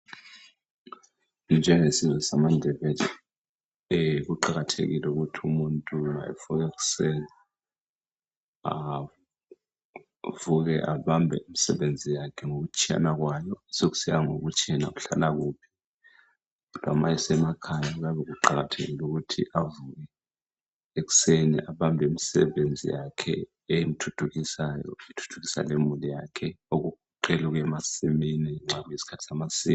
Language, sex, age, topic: North Ndebele, male, 36-49, health